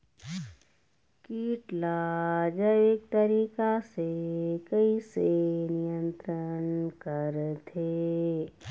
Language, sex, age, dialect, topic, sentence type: Chhattisgarhi, female, 36-40, Eastern, agriculture, question